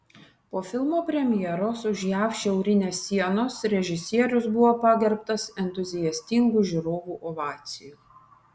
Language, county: Lithuanian, Vilnius